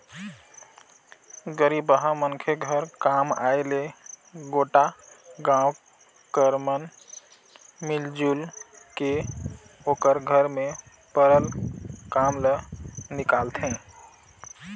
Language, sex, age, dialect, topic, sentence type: Chhattisgarhi, male, 31-35, Northern/Bhandar, banking, statement